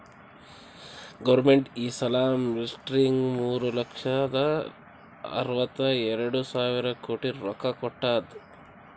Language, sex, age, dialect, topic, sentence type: Kannada, male, 18-24, Northeastern, banking, statement